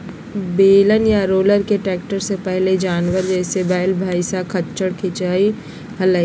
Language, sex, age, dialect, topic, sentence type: Magahi, female, 56-60, Southern, agriculture, statement